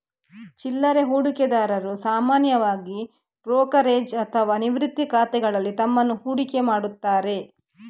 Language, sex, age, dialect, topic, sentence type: Kannada, female, 25-30, Coastal/Dakshin, banking, statement